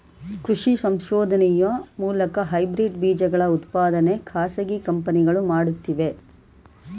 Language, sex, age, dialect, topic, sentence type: Kannada, female, 18-24, Mysore Kannada, agriculture, statement